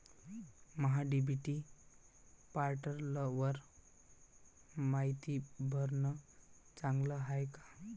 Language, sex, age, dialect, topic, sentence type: Marathi, male, 18-24, Varhadi, agriculture, question